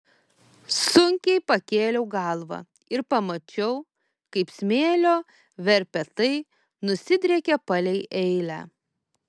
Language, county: Lithuanian, Kaunas